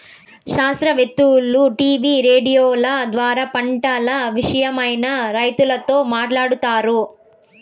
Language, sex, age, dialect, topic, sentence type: Telugu, female, 46-50, Southern, agriculture, statement